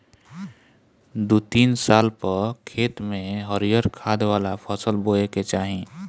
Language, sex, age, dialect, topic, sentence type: Bhojpuri, male, 25-30, Northern, agriculture, statement